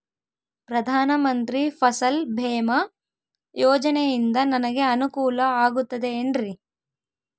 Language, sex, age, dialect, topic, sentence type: Kannada, female, 18-24, Central, agriculture, question